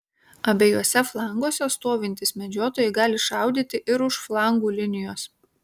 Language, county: Lithuanian, Kaunas